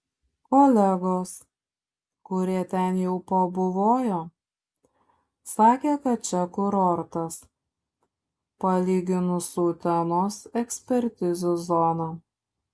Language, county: Lithuanian, Šiauliai